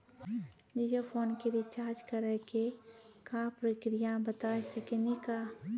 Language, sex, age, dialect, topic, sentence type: Maithili, female, 25-30, Angika, banking, question